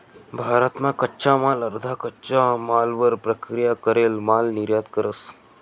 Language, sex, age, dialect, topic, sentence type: Marathi, male, 18-24, Northern Konkan, agriculture, statement